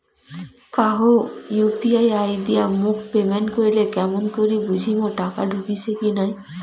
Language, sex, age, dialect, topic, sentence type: Bengali, female, 18-24, Rajbangshi, banking, question